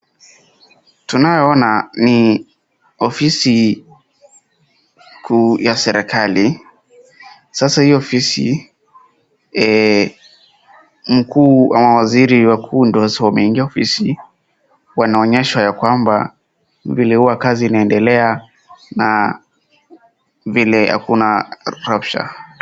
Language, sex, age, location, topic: Swahili, male, 18-24, Wajir, government